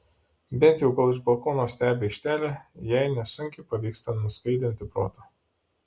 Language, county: Lithuanian, Panevėžys